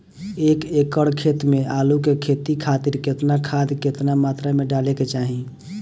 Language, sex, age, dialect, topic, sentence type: Bhojpuri, male, 18-24, Southern / Standard, agriculture, question